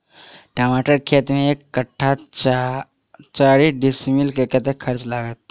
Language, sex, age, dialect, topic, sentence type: Maithili, male, 18-24, Southern/Standard, agriculture, question